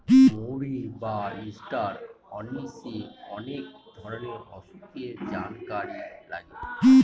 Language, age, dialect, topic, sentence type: Bengali, 60-100, Northern/Varendri, agriculture, statement